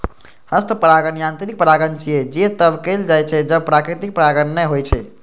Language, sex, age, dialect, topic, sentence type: Maithili, male, 18-24, Eastern / Thethi, agriculture, statement